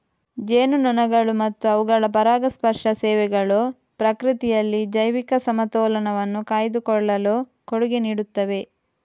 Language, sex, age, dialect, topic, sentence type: Kannada, female, 25-30, Coastal/Dakshin, agriculture, statement